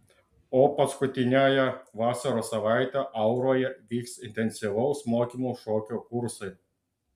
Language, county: Lithuanian, Klaipėda